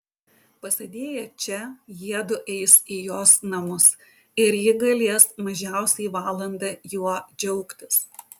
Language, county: Lithuanian, Utena